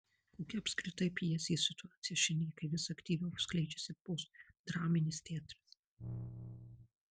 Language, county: Lithuanian, Marijampolė